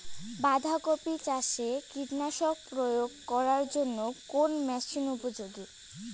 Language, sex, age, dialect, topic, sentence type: Bengali, female, 18-24, Rajbangshi, agriculture, question